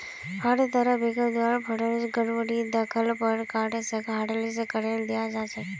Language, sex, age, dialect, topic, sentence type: Magahi, female, 18-24, Northeastern/Surjapuri, banking, statement